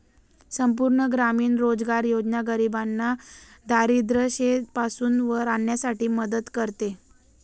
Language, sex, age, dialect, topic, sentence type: Marathi, female, 18-24, Northern Konkan, banking, statement